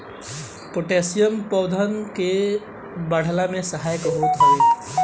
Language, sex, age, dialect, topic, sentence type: Bhojpuri, male, 18-24, Northern, agriculture, statement